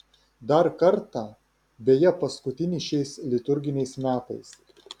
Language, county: Lithuanian, Vilnius